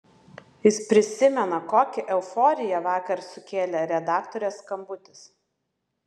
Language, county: Lithuanian, Vilnius